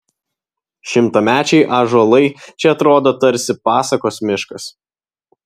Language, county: Lithuanian, Vilnius